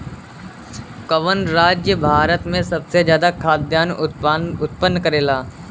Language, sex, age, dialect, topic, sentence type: Bhojpuri, male, 18-24, Southern / Standard, agriculture, question